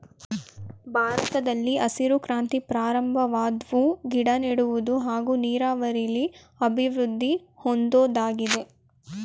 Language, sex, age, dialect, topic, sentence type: Kannada, female, 18-24, Mysore Kannada, agriculture, statement